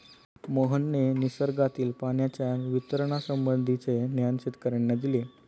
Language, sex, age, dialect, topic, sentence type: Marathi, male, 18-24, Standard Marathi, agriculture, statement